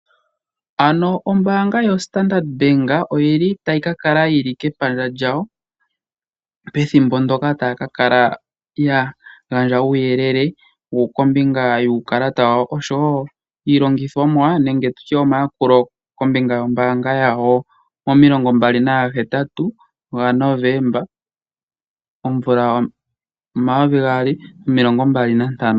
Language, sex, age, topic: Oshiwambo, male, 18-24, finance